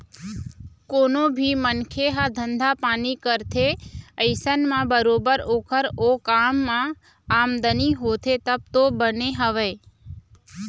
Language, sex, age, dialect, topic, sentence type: Chhattisgarhi, female, 25-30, Eastern, banking, statement